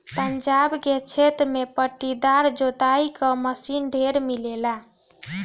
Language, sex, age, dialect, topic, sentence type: Bhojpuri, female, 25-30, Northern, agriculture, statement